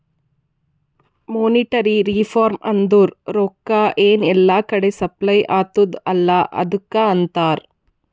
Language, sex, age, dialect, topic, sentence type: Kannada, female, 25-30, Northeastern, banking, statement